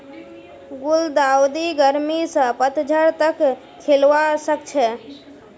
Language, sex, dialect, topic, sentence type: Magahi, female, Northeastern/Surjapuri, agriculture, statement